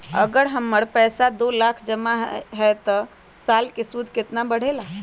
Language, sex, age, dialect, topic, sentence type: Magahi, male, 18-24, Western, banking, question